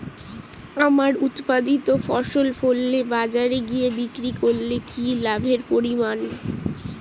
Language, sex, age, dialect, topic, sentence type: Bengali, female, 18-24, Standard Colloquial, agriculture, question